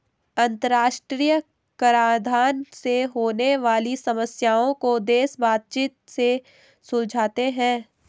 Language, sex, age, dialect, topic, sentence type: Hindi, female, 18-24, Garhwali, banking, statement